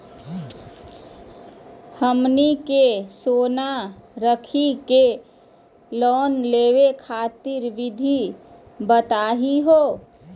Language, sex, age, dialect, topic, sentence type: Magahi, female, 31-35, Southern, banking, question